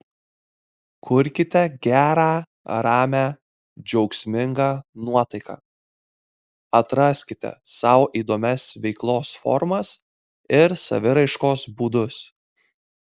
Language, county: Lithuanian, Marijampolė